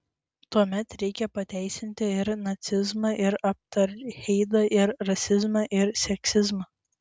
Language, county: Lithuanian, Klaipėda